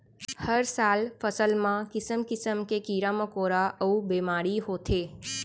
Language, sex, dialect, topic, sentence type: Chhattisgarhi, female, Central, agriculture, statement